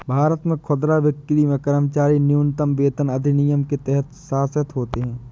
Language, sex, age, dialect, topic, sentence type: Hindi, male, 25-30, Awadhi Bundeli, agriculture, statement